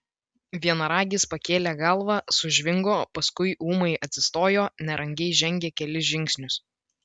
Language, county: Lithuanian, Vilnius